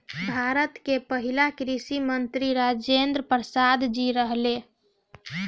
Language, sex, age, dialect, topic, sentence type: Bhojpuri, female, 25-30, Northern, agriculture, statement